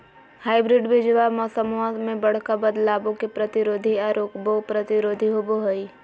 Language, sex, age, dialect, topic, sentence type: Magahi, female, 18-24, Southern, agriculture, statement